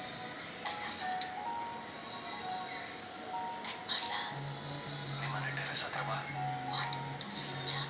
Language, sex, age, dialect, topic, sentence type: Kannada, male, 18-24, Mysore Kannada, agriculture, statement